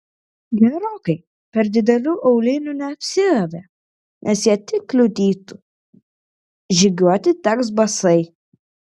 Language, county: Lithuanian, Klaipėda